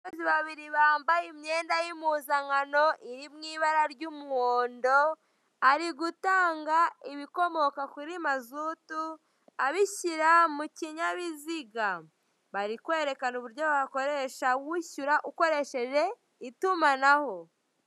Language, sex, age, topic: Kinyarwanda, male, 18-24, finance